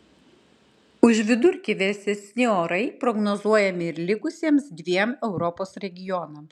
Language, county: Lithuanian, Klaipėda